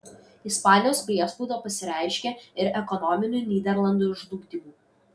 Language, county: Lithuanian, Kaunas